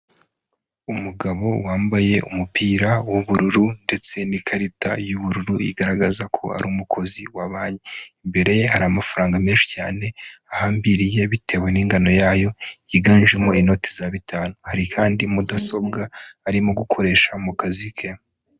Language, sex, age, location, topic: Kinyarwanda, female, 25-35, Kigali, finance